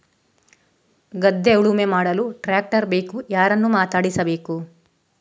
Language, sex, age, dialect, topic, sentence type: Kannada, female, 31-35, Coastal/Dakshin, agriculture, question